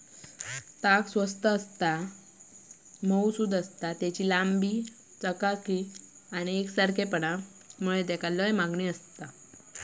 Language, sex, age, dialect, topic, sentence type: Marathi, female, 25-30, Southern Konkan, agriculture, statement